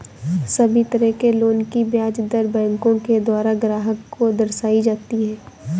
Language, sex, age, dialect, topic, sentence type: Hindi, female, 18-24, Awadhi Bundeli, banking, statement